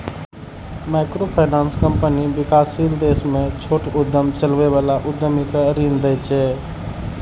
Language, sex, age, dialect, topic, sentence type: Maithili, male, 31-35, Eastern / Thethi, banking, statement